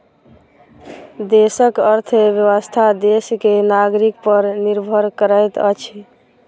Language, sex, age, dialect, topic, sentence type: Maithili, female, 31-35, Southern/Standard, banking, statement